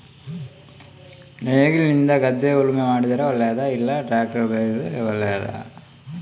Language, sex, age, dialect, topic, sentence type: Kannada, male, 18-24, Coastal/Dakshin, agriculture, question